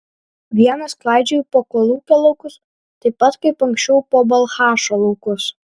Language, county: Lithuanian, Vilnius